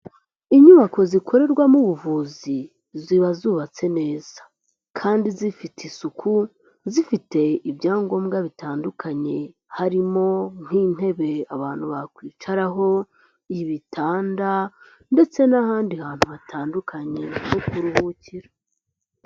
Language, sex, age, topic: Kinyarwanda, male, 25-35, health